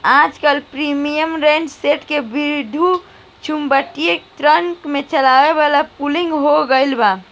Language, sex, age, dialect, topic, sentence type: Bhojpuri, female, <18, Southern / Standard, agriculture, question